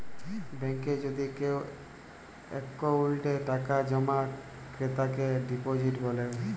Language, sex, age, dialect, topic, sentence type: Bengali, male, 18-24, Jharkhandi, banking, statement